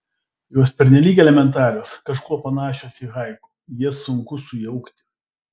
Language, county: Lithuanian, Vilnius